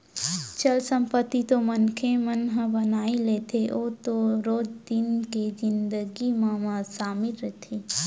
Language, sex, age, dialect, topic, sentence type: Chhattisgarhi, male, 60-100, Central, banking, statement